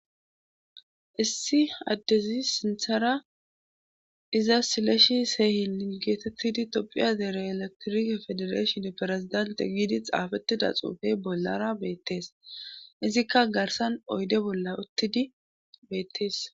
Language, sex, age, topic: Gamo, female, 25-35, government